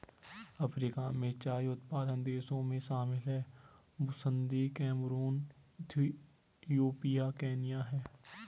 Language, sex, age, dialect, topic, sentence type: Hindi, male, 18-24, Garhwali, agriculture, statement